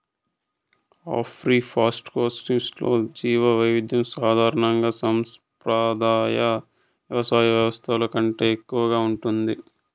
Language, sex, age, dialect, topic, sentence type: Telugu, male, 51-55, Southern, agriculture, statement